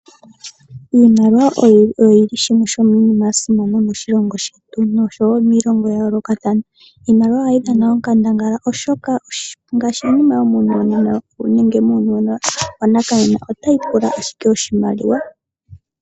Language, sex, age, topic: Oshiwambo, female, 18-24, finance